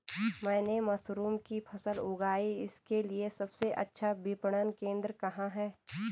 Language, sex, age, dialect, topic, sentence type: Hindi, female, 25-30, Garhwali, agriculture, question